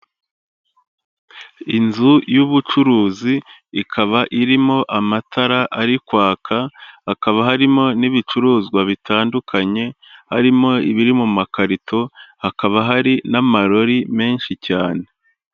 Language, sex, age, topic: Kinyarwanda, male, 18-24, health